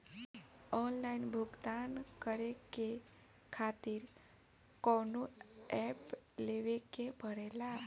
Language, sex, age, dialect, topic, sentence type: Bhojpuri, female, 25-30, Northern, banking, question